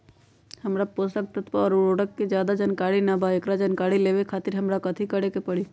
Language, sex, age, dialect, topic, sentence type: Magahi, female, 18-24, Western, agriculture, question